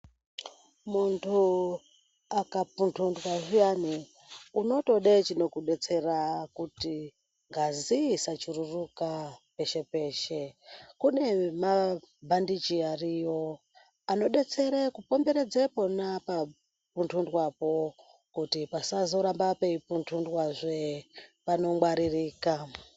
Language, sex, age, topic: Ndau, female, 50+, health